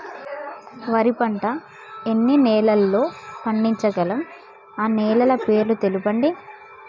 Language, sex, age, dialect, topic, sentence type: Telugu, female, 18-24, Telangana, agriculture, question